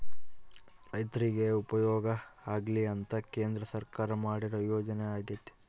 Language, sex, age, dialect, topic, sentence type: Kannada, male, 18-24, Central, agriculture, statement